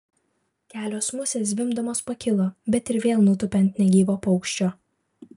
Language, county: Lithuanian, Vilnius